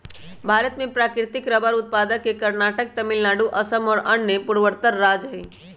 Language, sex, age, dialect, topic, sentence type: Magahi, male, 18-24, Western, banking, statement